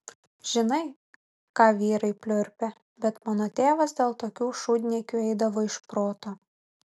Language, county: Lithuanian, Vilnius